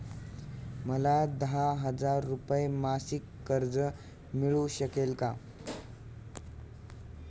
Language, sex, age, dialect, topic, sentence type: Marathi, male, 18-24, Standard Marathi, banking, question